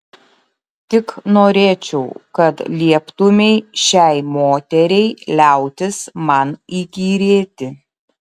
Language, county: Lithuanian, Utena